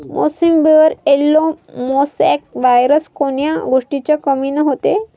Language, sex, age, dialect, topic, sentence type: Marathi, female, 25-30, Varhadi, agriculture, question